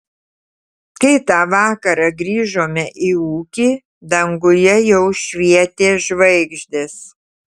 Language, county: Lithuanian, Tauragė